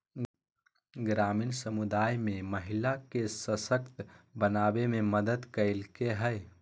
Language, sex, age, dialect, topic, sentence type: Magahi, male, 18-24, Southern, agriculture, statement